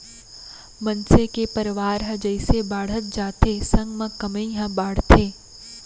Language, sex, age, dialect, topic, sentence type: Chhattisgarhi, female, 18-24, Central, banking, statement